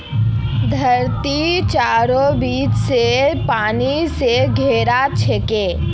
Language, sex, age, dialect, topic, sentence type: Magahi, female, 36-40, Northeastern/Surjapuri, agriculture, statement